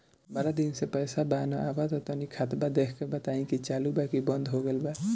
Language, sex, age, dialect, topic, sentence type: Bhojpuri, male, 18-24, Northern, banking, question